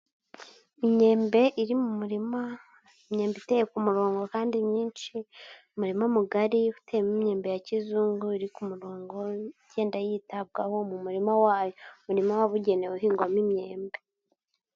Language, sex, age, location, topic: Kinyarwanda, male, 25-35, Nyagatare, agriculture